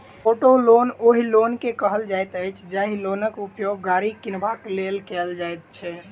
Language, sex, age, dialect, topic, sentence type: Maithili, female, 18-24, Southern/Standard, banking, statement